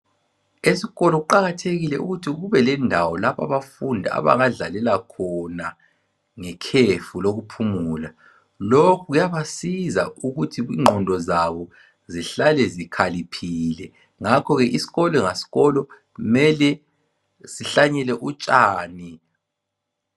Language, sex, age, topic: North Ndebele, female, 36-49, education